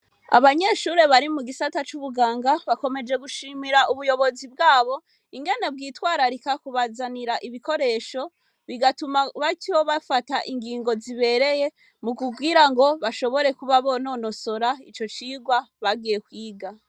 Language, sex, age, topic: Rundi, female, 25-35, education